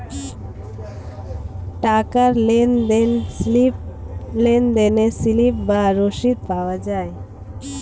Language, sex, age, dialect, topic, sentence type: Bengali, female, 25-30, Standard Colloquial, banking, statement